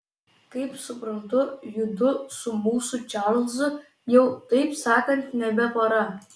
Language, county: Lithuanian, Vilnius